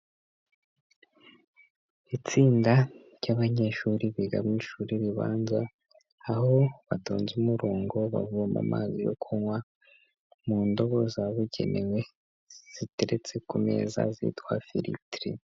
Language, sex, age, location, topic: Kinyarwanda, male, 18-24, Kigali, health